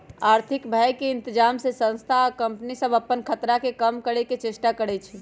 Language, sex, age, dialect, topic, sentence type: Magahi, female, 31-35, Western, banking, statement